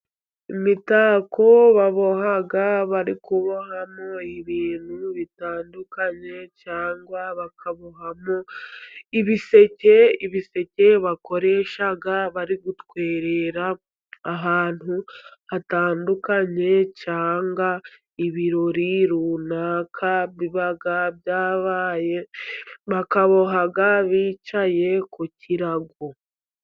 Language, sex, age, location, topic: Kinyarwanda, female, 50+, Musanze, government